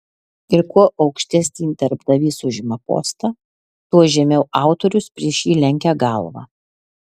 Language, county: Lithuanian, Alytus